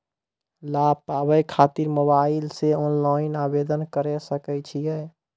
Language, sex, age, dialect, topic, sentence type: Maithili, male, 18-24, Angika, banking, question